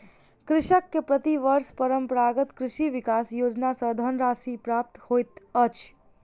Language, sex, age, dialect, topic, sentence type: Maithili, female, 41-45, Southern/Standard, agriculture, statement